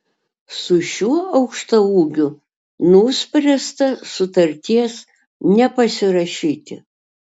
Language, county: Lithuanian, Utena